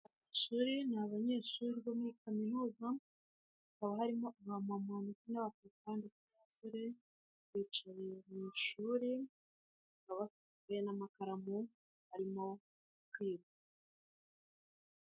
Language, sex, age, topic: Kinyarwanda, female, 18-24, education